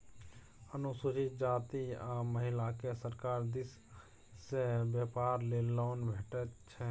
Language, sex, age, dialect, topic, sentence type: Maithili, male, 31-35, Bajjika, banking, statement